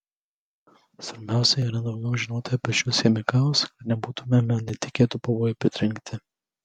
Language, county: Lithuanian, Vilnius